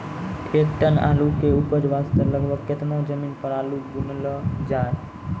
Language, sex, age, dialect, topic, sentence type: Maithili, male, 18-24, Angika, agriculture, question